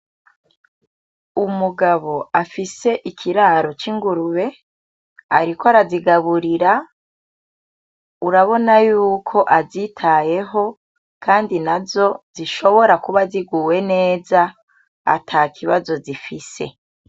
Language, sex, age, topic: Rundi, female, 25-35, agriculture